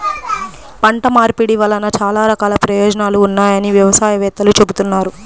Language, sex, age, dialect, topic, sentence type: Telugu, female, 25-30, Central/Coastal, agriculture, statement